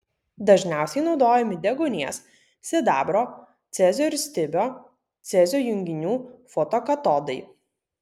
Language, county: Lithuanian, Vilnius